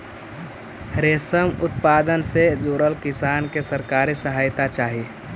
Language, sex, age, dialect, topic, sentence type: Magahi, male, 18-24, Central/Standard, agriculture, statement